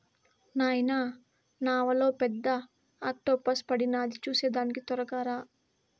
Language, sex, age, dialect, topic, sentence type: Telugu, female, 18-24, Southern, agriculture, statement